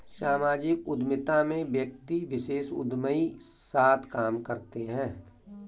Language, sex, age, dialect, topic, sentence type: Hindi, male, 41-45, Awadhi Bundeli, banking, statement